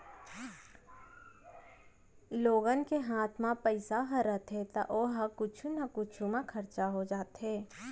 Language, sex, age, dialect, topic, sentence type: Chhattisgarhi, female, 25-30, Central, banking, statement